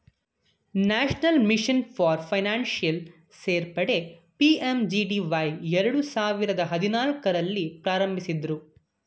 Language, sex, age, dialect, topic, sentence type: Kannada, male, 18-24, Mysore Kannada, banking, statement